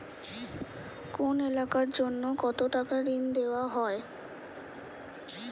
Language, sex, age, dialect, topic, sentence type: Bengali, female, 25-30, Standard Colloquial, banking, question